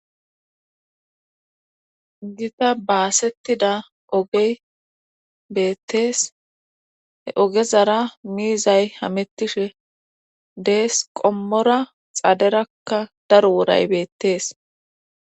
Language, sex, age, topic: Gamo, female, 25-35, government